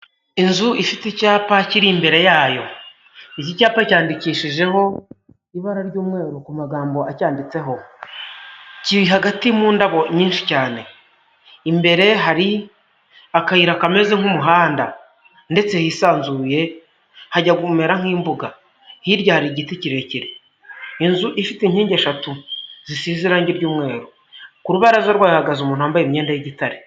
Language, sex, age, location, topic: Kinyarwanda, male, 25-35, Huye, health